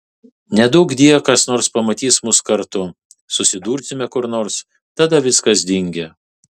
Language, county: Lithuanian, Vilnius